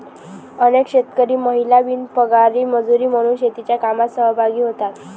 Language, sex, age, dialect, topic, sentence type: Marathi, female, 18-24, Varhadi, agriculture, statement